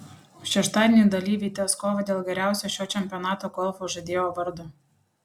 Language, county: Lithuanian, Panevėžys